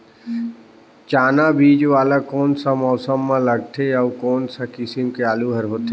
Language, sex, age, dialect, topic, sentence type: Chhattisgarhi, male, 31-35, Northern/Bhandar, agriculture, question